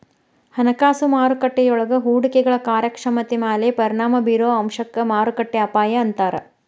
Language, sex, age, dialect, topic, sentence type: Kannada, female, 41-45, Dharwad Kannada, banking, statement